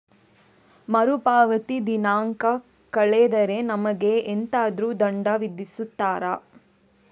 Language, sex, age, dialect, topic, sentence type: Kannada, female, 25-30, Coastal/Dakshin, banking, question